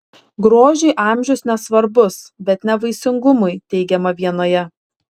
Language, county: Lithuanian, Šiauliai